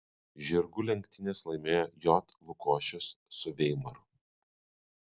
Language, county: Lithuanian, Kaunas